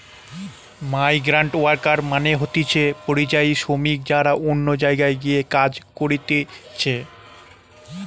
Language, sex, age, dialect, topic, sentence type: Bengali, male, 18-24, Western, agriculture, statement